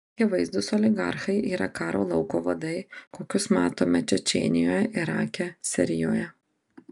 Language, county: Lithuanian, Marijampolė